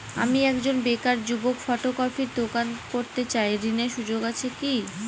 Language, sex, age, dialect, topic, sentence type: Bengali, female, 18-24, Northern/Varendri, banking, question